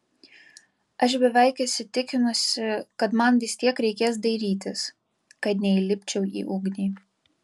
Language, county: Lithuanian, Vilnius